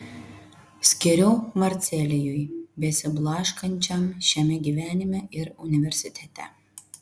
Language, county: Lithuanian, Vilnius